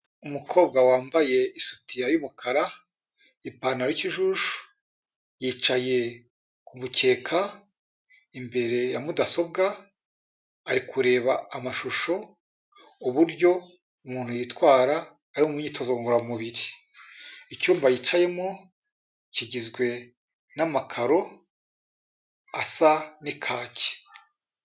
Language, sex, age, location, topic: Kinyarwanda, male, 36-49, Kigali, health